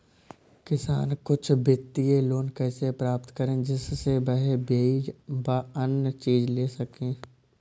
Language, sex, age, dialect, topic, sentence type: Hindi, male, 18-24, Awadhi Bundeli, agriculture, question